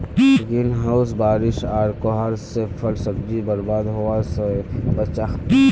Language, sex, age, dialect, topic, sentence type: Magahi, male, 31-35, Northeastern/Surjapuri, agriculture, statement